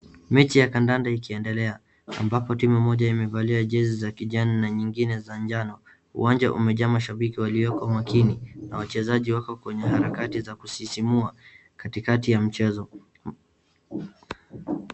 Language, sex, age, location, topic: Swahili, male, 36-49, Wajir, government